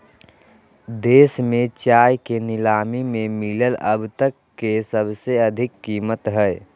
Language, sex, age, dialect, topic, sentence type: Magahi, male, 31-35, Southern, agriculture, statement